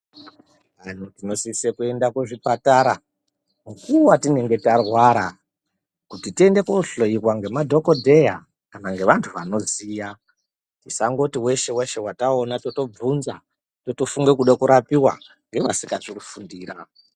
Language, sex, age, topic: Ndau, female, 36-49, health